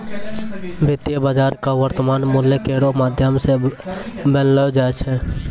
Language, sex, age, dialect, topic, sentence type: Maithili, male, 25-30, Angika, agriculture, statement